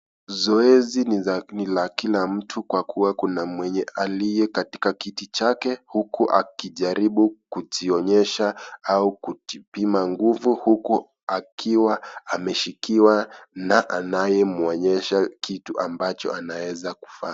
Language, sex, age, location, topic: Swahili, male, 25-35, Kisii, education